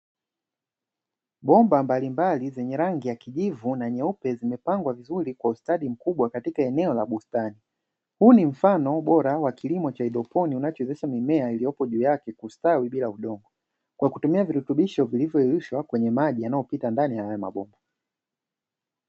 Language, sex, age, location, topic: Swahili, male, 25-35, Dar es Salaam, agriculture